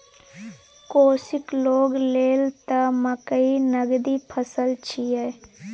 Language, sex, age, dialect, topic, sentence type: Maithili, female, 25-30, Bajjika, agriculture, statement